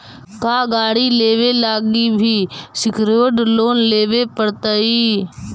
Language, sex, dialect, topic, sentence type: Magahi, female, Central/Standard, banking, statement